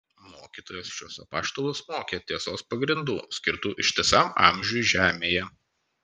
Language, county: Lithuanian, Vilnius